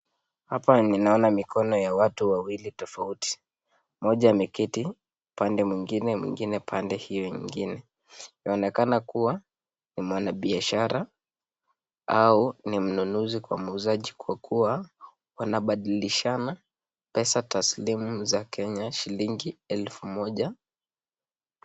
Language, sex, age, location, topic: Swahili, male, 18-24, Nakuru, finance